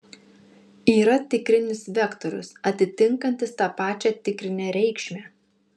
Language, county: Lithuanian, Marijampolė